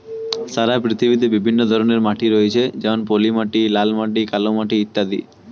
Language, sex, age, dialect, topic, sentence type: Bengali, male, 18-24, Standard Colloquial, agriculture, statement